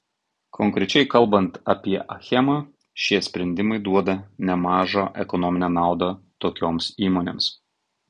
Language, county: Lithuanian, Tauragė